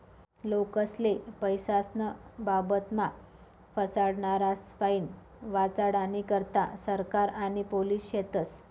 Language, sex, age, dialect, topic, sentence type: Marathi, female, 25-30, Northern Konkan, banking, statement